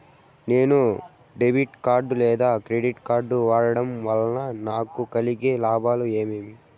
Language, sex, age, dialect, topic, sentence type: Telugu, male, 18-24, Southern, banking, question